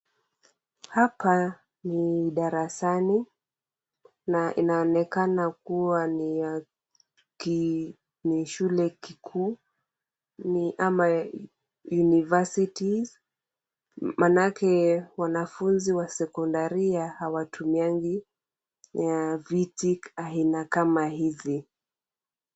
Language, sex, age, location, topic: Swahili, female, 25-35, Kisumu, education